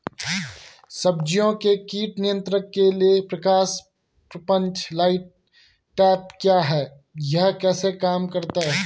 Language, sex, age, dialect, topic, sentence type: Hindi, male, 18-24, Garhwali, agriculture, question